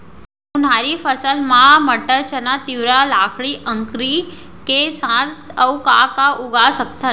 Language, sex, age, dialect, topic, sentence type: Chhattisgarhi, female, 25-30, Central, agriculture, question